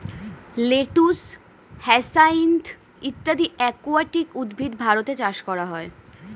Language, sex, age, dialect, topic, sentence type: Bengali, female, 25-30, Standard Colloquial, agriculture, statement